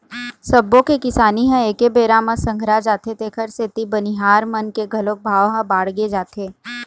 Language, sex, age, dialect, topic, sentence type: Chhattisgarhi, female, 18-24, Eastern, agriculture, statement